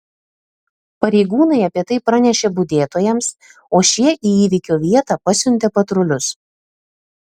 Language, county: Lithuanian, Telšiai